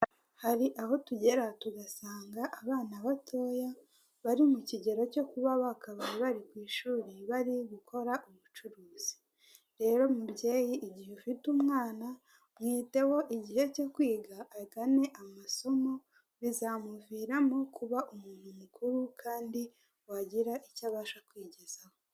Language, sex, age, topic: Kinyarwanda, female, 18-24, finance